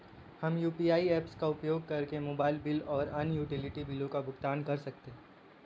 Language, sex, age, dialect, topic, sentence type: Hindi, male, 18-24, Kanauji Braj Bhasha, banking, statement